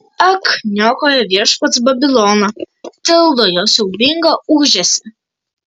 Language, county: Lithuanian, Kaunas